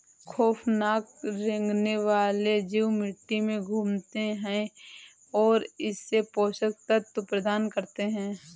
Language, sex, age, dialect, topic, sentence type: Hindi, female, 18-24, Awadhi Bundeli, agriculture, statement